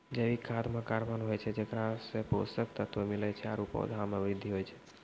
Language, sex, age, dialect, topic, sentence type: Maithili, male, 18-24, Angika, agriculture, statement